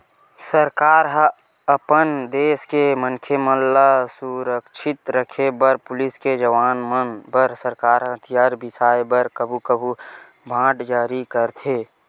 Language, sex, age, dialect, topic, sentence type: Chhattisgarhi, male, 18-24, Western/Budati/Khatahi, banking, statement